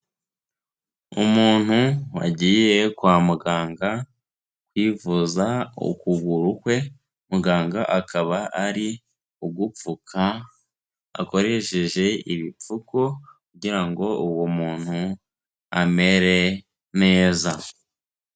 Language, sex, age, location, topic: Kinyarwanda, male, 18-24, Kigali, health